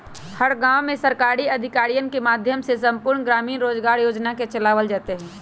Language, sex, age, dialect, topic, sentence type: Magahi, male, 18-24, Western, banking, statement